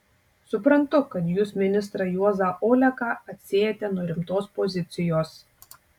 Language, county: Lithuanian, Tauragė